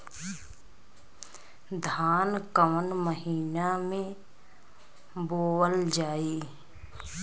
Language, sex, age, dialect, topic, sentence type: Bhojpuri, female, 25-30, Western, agriculture, question